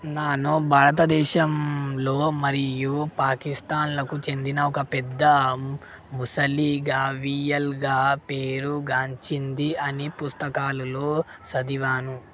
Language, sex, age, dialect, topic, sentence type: Telugu, male, 51-55, Telangana, agriculture, statement